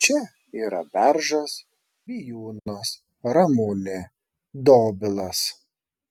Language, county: Lithuanian, Šiauliai